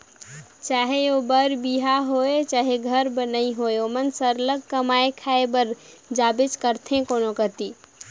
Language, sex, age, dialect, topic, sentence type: Chhattisgarhi, female, 46-50, Northern/Bhandar, agriculture, statement